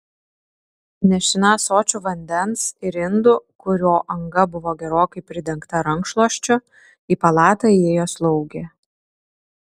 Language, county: Lithuanian, Šiauliai